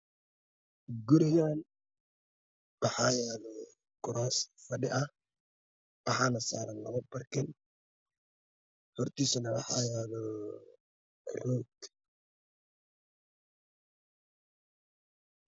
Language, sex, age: Somali, male, 25-35